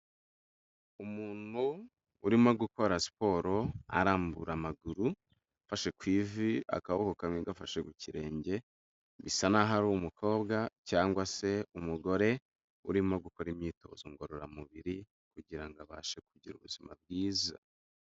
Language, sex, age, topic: Kinyarwanda, male, 25-35, health